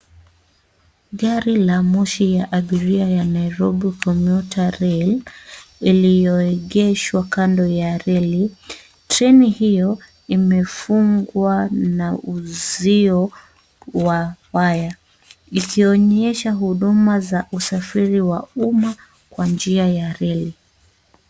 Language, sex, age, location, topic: Swahili, female, 25-35, Nairobi, government